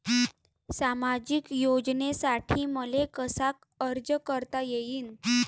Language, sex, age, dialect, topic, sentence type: Marathi, female, 18-24, Varhadi, banking, question